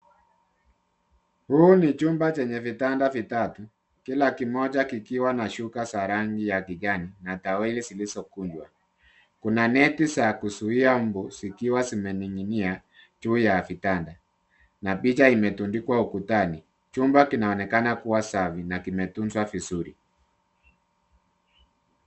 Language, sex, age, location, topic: Swahili, male, 50+, Nairobi, education